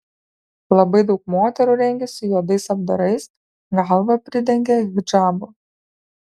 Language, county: Lithuanian, Kaunas